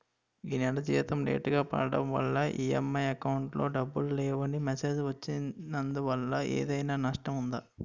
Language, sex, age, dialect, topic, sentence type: Telugu, male, 51-55, Utterandhra, banking, question